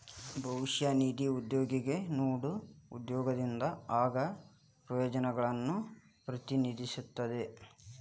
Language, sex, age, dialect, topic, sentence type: Kannada, male, 18-24, Dharwad Kannada, banking, statement